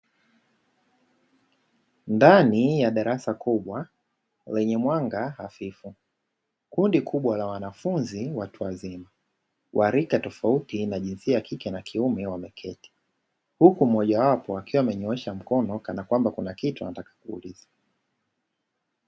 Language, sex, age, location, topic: Swahili, male, 25-35, Dar es Salaam, education